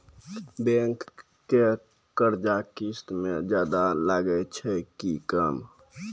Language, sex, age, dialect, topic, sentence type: Maithili, male, 18-24, Angika, banking, question